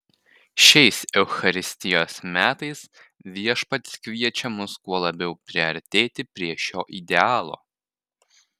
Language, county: Lithuanian, Panevėžys